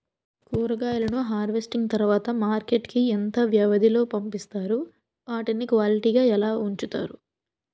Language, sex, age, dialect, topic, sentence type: Telugu, female, 18-24, Utterandhra, agriculture, question